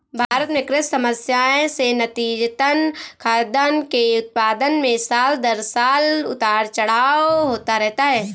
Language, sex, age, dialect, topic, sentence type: Hindi, female, 25-30, Awadhi Bundeli, agriculture, statement